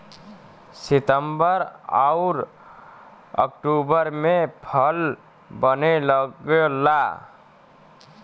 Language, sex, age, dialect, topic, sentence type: Bhojpuri, male, 31-35, Western, agriculture, statement